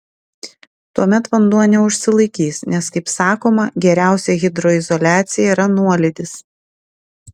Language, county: Lithuanian, Klaipėda